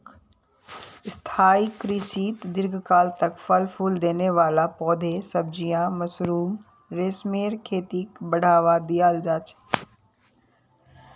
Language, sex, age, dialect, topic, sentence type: Magahi, female, 18-24, Northeastern/Surjapuri, agriculture, statement